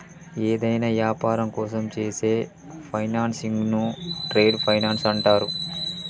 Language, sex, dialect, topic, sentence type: Telugu, male, Telangana, banking, statement